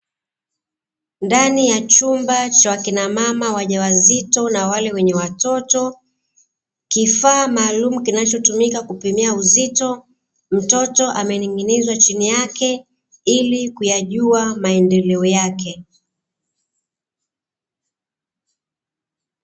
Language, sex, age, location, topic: Swahili, female, 36-49, Dar es Salaam, health